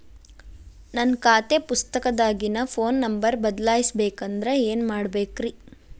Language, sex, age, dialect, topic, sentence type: Kannada, female, 18-24, Dharwad Kannada, banking, question